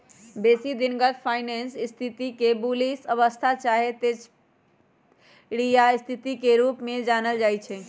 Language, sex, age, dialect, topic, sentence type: Magahi, female, 25-30, Western, banking, statement